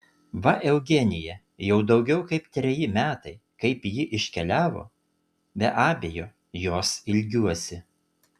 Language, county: Lithuanian, Utena